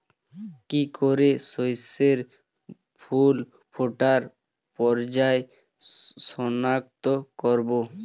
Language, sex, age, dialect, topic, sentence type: Bengali, male, 18-24, Standard Colloquial, agriculture, statement